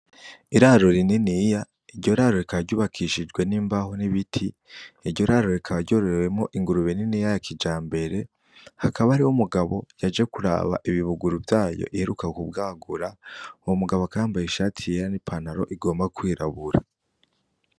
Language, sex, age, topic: Rundi, male, 18-24, agriculture